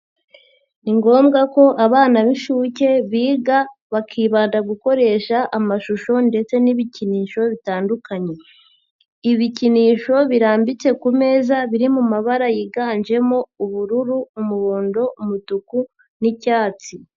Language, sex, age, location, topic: Kinyarwanda, female, 50+, Nyagatare, education